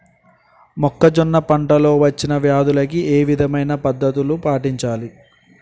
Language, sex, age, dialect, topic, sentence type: Telugu, male, 18-24, Telangana, agriculture, question